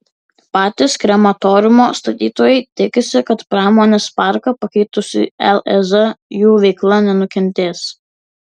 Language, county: Lithuanian, Vilnius